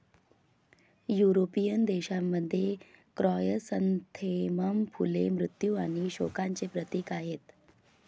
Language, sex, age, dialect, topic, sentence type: Marathi, female, 31-35, Varhadi, agriculture, statement